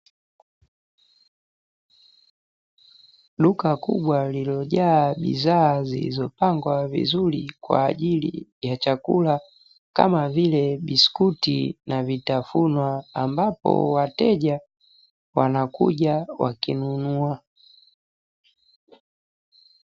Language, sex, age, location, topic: Swahili, male, 18-24, Dar es Salaam, finance